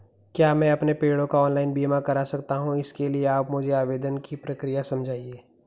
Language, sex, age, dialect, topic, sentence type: Hindi, male, 18-24, Garhwali, banking, question